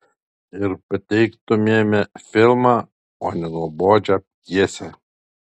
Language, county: Lithuanian, Alytus